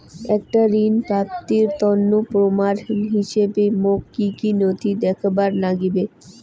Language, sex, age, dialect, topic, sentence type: Bengali, female, 18-24, Rajbangshi, banking, statement